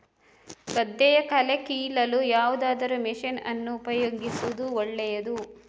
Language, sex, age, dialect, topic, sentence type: Kannada, female, 56-60, Coastal/Dakshin, agriculture, question